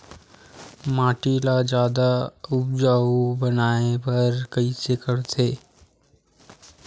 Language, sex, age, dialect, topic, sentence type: Chhattisgarhi, male, 41-45, Western/Budati/Khatahi, agriculture, question